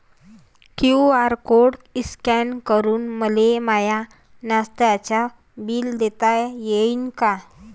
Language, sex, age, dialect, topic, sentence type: Marathi, female, 18-24, Varhadi, banking, question